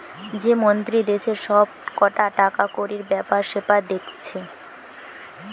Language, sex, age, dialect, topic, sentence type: Bengali, female, 18-24, Western, banking, statement